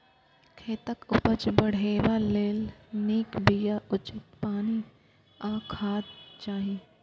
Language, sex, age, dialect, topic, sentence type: Maithili, female, 18-24, Eastern / Thethi, agriculture, statement